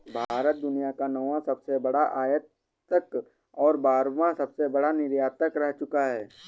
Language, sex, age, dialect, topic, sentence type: Hindi, male, 18-24, Awadhi Bundeli, banking, statement